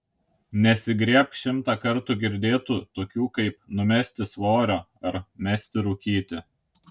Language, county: Lithuanian, Kaunas